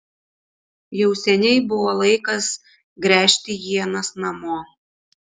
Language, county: Lithuanian, Šiauliai